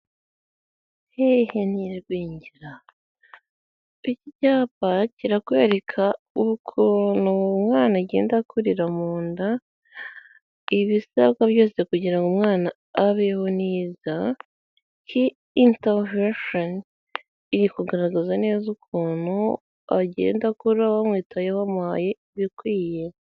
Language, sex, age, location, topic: Kinyarwanda, female, 18-24, Huye, health